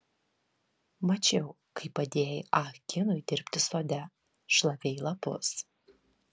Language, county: Lithuanian, Vilnius